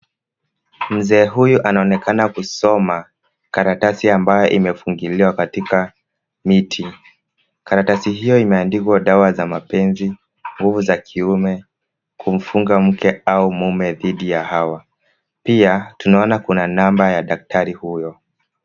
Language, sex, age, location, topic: Swahili, male, 18-24, Kisumu, health